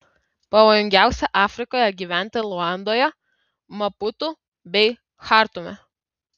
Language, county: Lithuanian, Kaunas